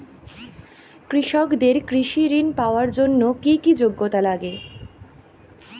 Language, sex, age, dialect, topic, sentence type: Bengali, female, 18-24, Rajbangshi, agriculture, question